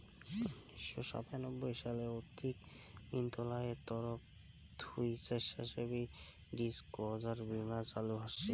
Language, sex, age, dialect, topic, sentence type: Bengali, male, 18-24, Rajbangshi, banking, statement